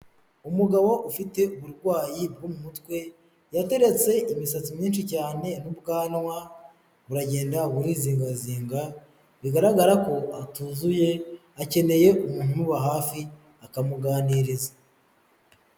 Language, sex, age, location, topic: Kinyarwanda, male, 18-24, Huye, health